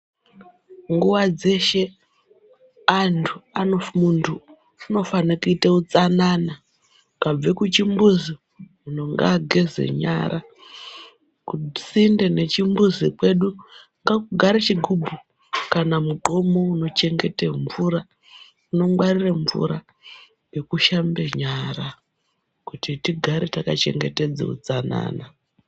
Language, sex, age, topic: Ndau, female, 36-49, health